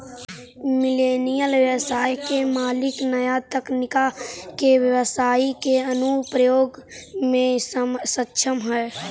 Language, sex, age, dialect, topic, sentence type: Magahi, female, 25-30, Central/Standard, banking, statement